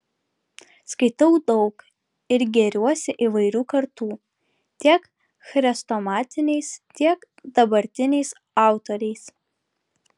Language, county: Lithuanian, Klaipėda